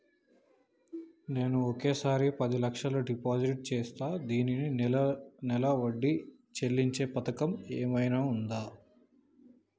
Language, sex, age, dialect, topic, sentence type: Telugu, male, 25-30, Telangana, banking, question